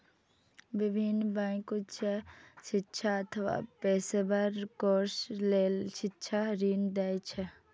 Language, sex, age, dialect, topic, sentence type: Maithili, female, 41-45, Eastern / Thethi, banking, statement